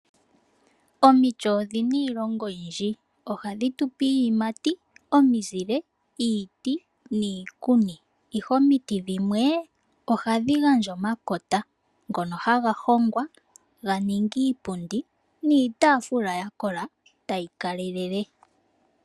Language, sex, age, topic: Oshiwambo, female, 18-24, finance